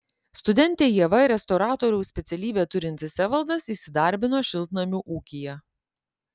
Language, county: Lithuanian, Kaunas